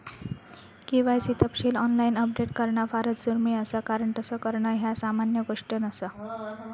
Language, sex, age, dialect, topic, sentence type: Marathi, female, 36-40, Southern Konkan, banking, statement